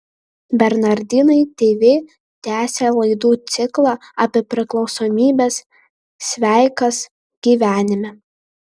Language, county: Lithuanian, Vilnius